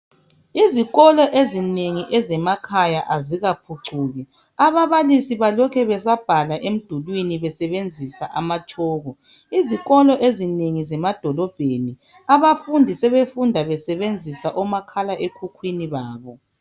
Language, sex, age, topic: North Ndebele, female, 25-35, education